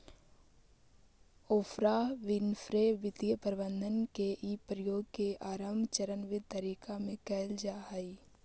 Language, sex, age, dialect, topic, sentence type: Magahi, female, 25-30, Central/Standard, banking, statement